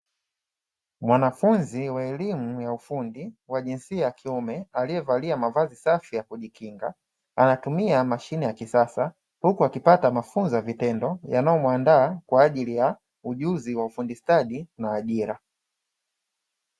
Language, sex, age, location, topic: Swahili, male, 25-35, Dar es Salaam, education